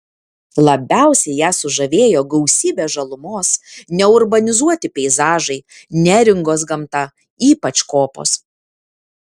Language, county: Lithuanian, Kaunas